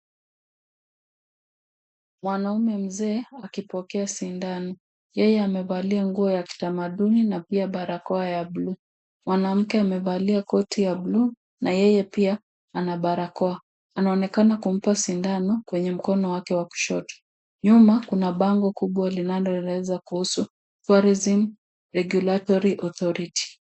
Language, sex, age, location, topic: Swahili, female, 50+, Kisumu, health